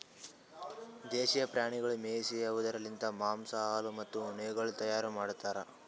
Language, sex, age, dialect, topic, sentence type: Kannada, male, 18-24, Northeastern, agriculture, statement